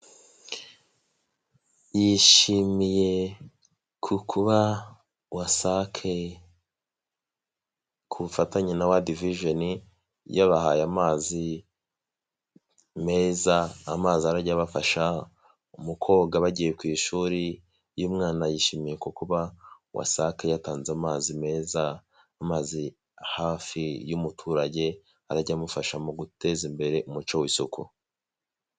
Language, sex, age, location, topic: Kinyarwanda, male, 18-24, Huye, health